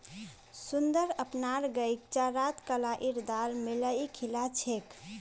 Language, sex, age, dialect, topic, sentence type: Magahi, female, 25-30, Northeastern/Surjapuri, agriculture, statement